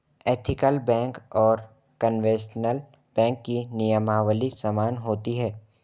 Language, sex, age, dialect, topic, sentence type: Hindi, male, 18-24, Marwari Dhudhari, banking, statement